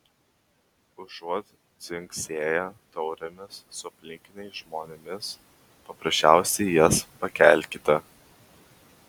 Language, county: Lithuanian, Vilnius